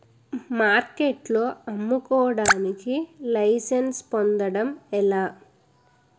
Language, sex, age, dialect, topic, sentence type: Telugu, female, 18-24, Utterandhra, agriculture, question